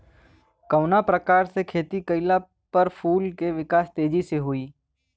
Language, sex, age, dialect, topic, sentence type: Bhojpuri, male, 18-24, Western, agriculture, question